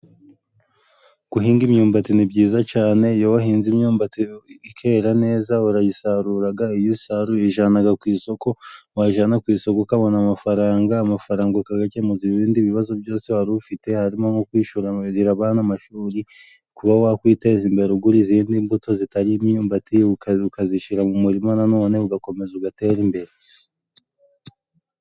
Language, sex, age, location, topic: Kinyarwanda, male, 25-35, Musanze, agriculture